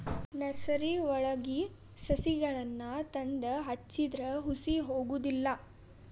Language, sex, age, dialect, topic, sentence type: Kannada, female, 18-24, Dharwad Kannada, agriculture, statement